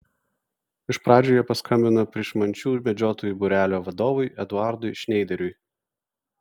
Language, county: Lithuanian, Vilnius